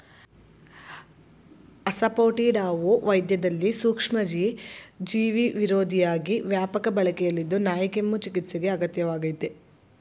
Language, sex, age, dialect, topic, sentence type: Kannada, female, 25-30, Mysore Kannada, agriculture, statement